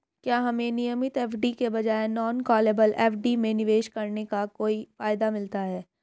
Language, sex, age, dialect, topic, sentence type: Hindi, female, 18-24, Hindustani Malvi Khadi Boli, banking, question